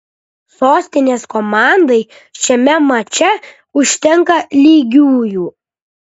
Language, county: Lithuanian, Kaunas